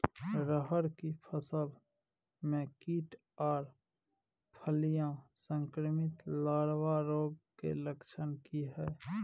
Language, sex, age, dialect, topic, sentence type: Maithili, male, 31-35, Bajjika, agriculture, question